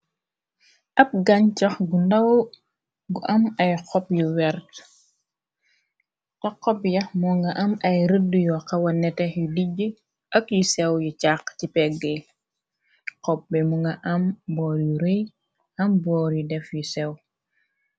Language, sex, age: Wolof, female, 25-35